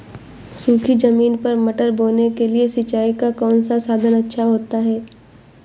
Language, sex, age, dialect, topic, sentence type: Hindi, female, 18-24, Awadhi Bundeli, agriculture, question